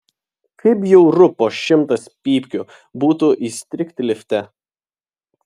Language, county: Lithuanian, Vilnius